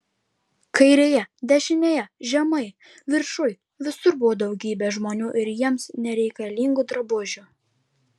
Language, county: Lithuanian, Vilnius